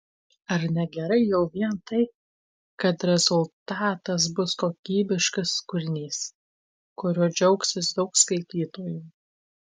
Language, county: Lithuanian, Tauragė